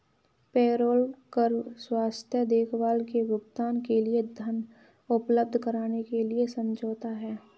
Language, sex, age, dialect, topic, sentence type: Hindi, female, 18-24, Kanauji Braj Bhasha, banking, statement